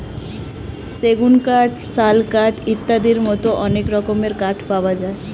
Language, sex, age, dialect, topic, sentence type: Bengali, female, 25-30, Standard Colloquial, agriculture, statement